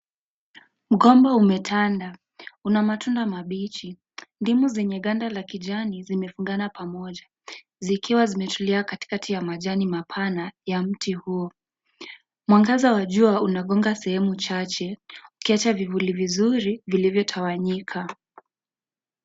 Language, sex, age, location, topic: Swahili, female, 25-35, Kisii, agriculture